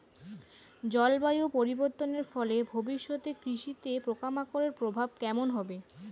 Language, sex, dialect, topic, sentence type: Bengali, female, Rajbangshi, agriculture, question